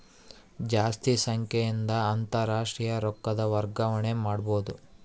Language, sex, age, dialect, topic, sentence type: Kannada, male, 18-24, Central, banking, statement